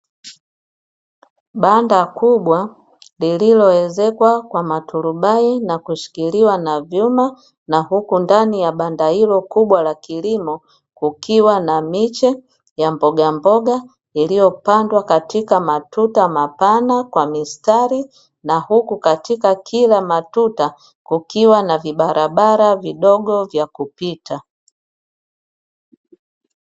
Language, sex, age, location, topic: Swahili, female, 50+, Dar es Salaam, agriculture